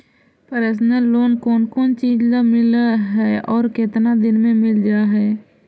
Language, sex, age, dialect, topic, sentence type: Magahi, female, 51-55, Central/Standard, banking, question